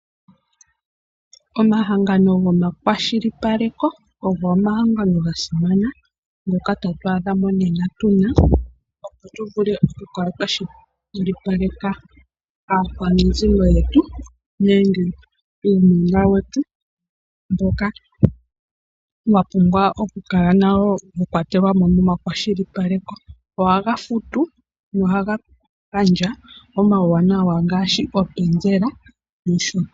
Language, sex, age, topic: Oshiwambo, female, 25-35, finance